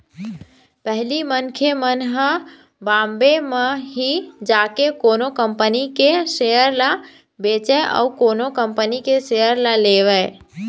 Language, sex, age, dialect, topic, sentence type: Chhattisgarhi, female, 25-30, Eastern, banking, statement